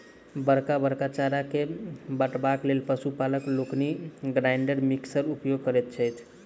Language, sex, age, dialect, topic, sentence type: Maithili, male, 25-30, Southern/Standard, agriculture, statement